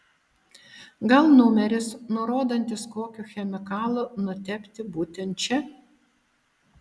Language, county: Lithuanian, Utena